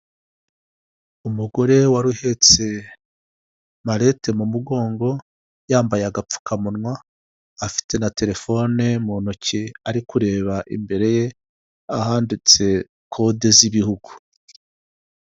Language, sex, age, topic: Kinyarwanda, male, 50+, finance